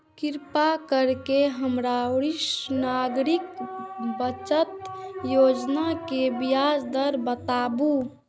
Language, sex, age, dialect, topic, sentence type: Maithili, female, 46-50, Eastern / Thethi, banking, statement